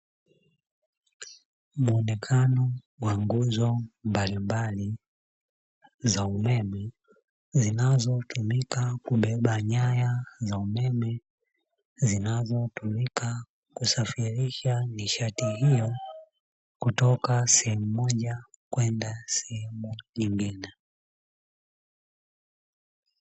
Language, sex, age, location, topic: Swahili, male, 25-35, Dar es Salaam, government